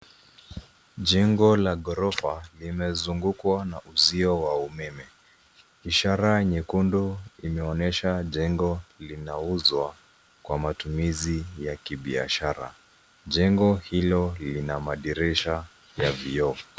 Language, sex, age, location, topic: Swahili, male, 25-35, Nairobi, finance